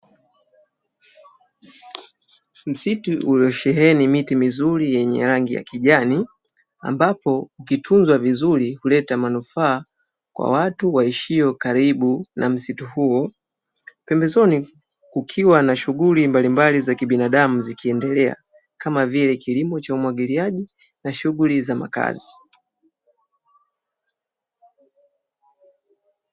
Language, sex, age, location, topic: Swahili, female, 18-24, Dar es Salaam, agriculture